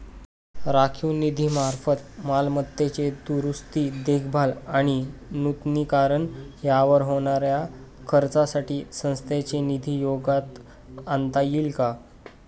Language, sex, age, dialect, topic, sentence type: Marathi, male, 18-24, Standard Marathi, banking, question